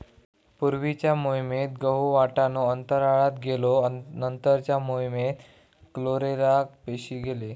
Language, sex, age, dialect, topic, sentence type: Marathi, male, 18-24, Southern Konkan, agriculture, statement